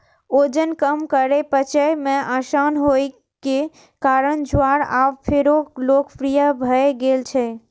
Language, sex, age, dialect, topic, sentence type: Maithili, female, 41-45, Eastern / Thethi, agriculture, statement